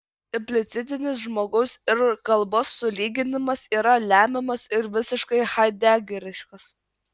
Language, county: Lithuanian, Kaunas